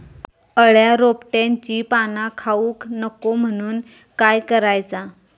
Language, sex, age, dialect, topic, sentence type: Marathi, female, 25-30, Southern Konkan, agriculture, question